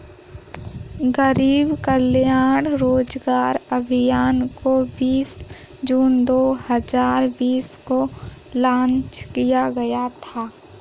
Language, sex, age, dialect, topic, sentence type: Hindi, female, 18-24, Kanauji Braj Bhasha, banking, statement